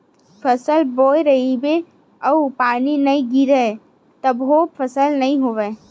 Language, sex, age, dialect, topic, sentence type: Chhattisgarhi, female, 18-24, Western/Budati/Khatahi, agriculture, statement